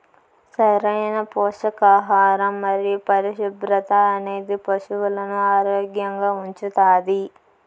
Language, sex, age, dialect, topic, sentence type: Telugu, female, 25-30, Southern, agriculture, statement